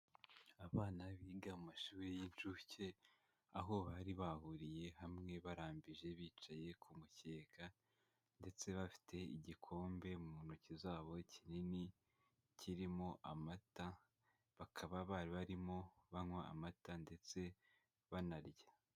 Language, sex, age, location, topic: Kinyarwanda, male, 18-24, Huye, education